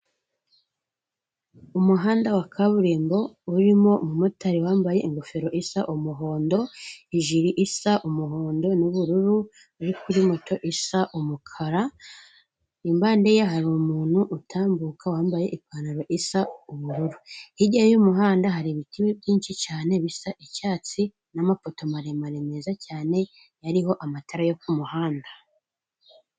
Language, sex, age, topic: Kinyarwanda, female, 18-24, government